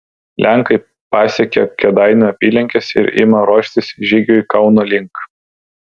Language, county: Lithuanian, Vilnius